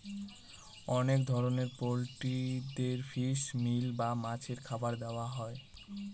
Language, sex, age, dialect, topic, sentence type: Bengali, male, 18-24, Northern/Varendri, agriculture, statement